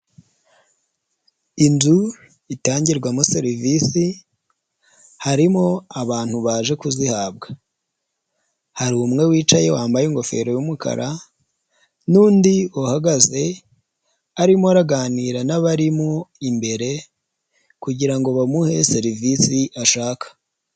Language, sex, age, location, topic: Kinyarwanda, male, 25-35, Huye, health